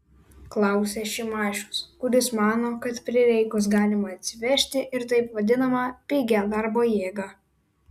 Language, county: Lithuanian, Vilnius